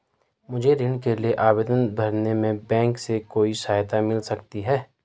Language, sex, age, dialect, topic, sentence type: Hindi, male, 25-30, Garhwali, banking, question